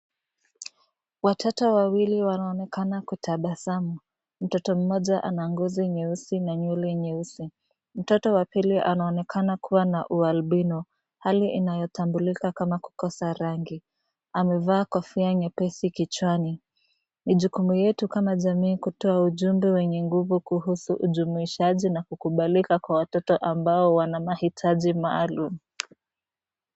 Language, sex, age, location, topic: Swahili, female, 25-35, Nairobi, education